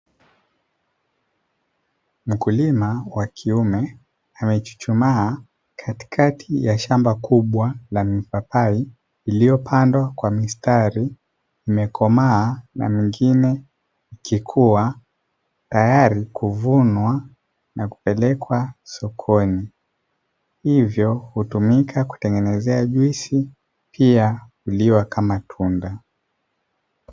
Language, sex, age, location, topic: Swahili, male, 18-24, Dar es Salaam, agriculture